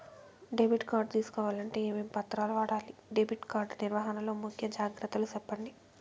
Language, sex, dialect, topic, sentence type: Telugu, female, Southern, banking, question